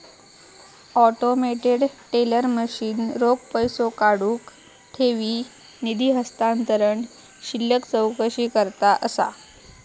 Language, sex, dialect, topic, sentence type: Marathi, female, Southern Konkan, banking, statement